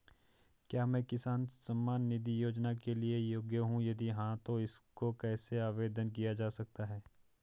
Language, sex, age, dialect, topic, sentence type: Hindi, male, 25-30, Garhwali, banking, question